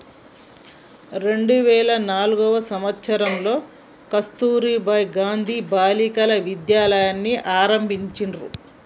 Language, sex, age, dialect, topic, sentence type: Telugu, male, 41-45, Telangana, banking, statement